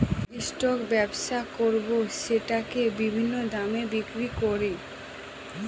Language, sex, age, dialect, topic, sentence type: Bengali, female, 18-24, Northern/Varendri, banking, statement